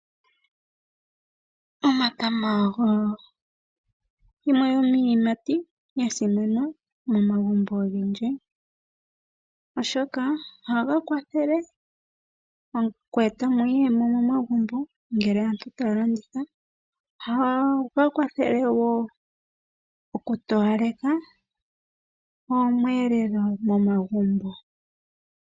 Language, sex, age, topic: Oshiwambo, female, 18-24, agriculture